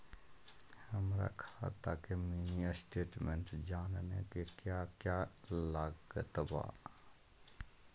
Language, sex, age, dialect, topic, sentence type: Magahi, male, 25-30, Southern, banking, question